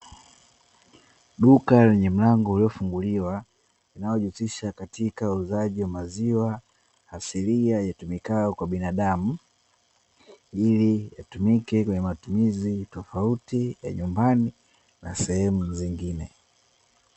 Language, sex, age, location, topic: Swahili, male, 25-35, Dar es Salaam, finance